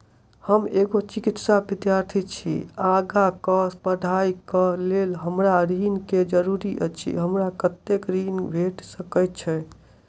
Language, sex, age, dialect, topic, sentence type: Maithili, male, 18-24, Southern/Standard, banking, question